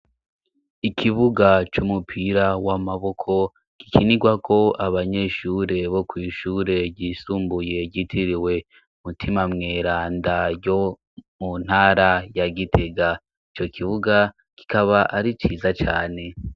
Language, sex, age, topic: Rundi, male, 18-24, education